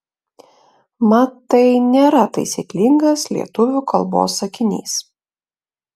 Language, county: Lithuanian, Klaipėda